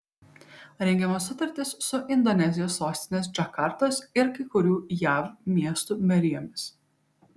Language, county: Lithuanian, Kaunas